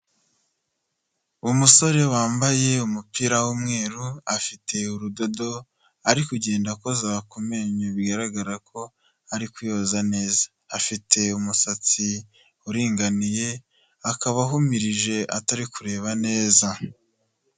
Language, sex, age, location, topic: Kinyarwanda, male, 25-35, Huye, health